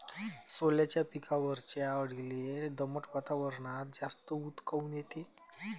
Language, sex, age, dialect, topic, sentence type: Marathi, male, 25-30, Varhadi, agriculture, question